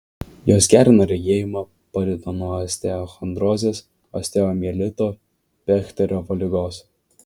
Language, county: Lithuanian, Vilnius